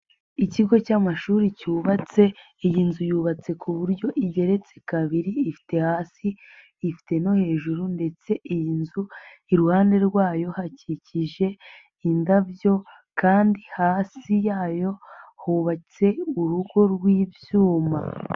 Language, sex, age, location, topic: Kinyarwanda, female, 18-24, Nyagatare, education